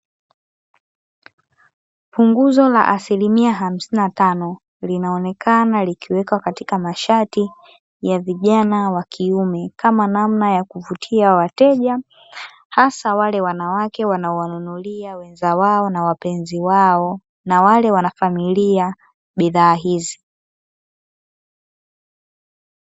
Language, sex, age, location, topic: Swahili, female, 18-24, Dar es Salaam, finance